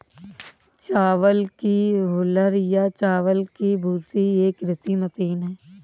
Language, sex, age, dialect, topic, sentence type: Hindi, female, 18-24, Awadhi Bundeli, agriculture, statement